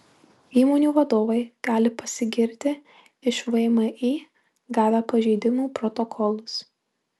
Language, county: Lithuanian, Marijampolė